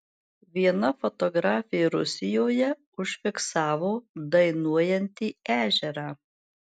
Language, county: Lithuanian, Marijampolė